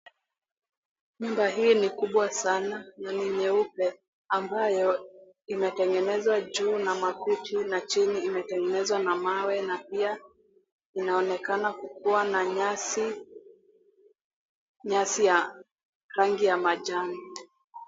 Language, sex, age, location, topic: Swahili, female, 18-24, Mombasa, government